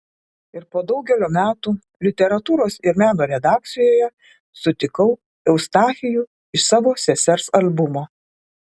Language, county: Lithuanian, Klaipėda